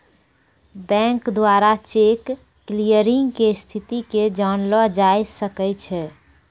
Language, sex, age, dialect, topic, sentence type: Maithili, female, 25-30, Angika, banking, statement